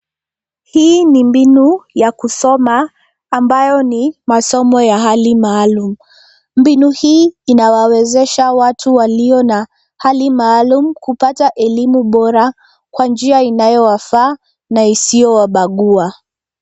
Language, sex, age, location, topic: Swahili, female, 25-35, Nairobi, education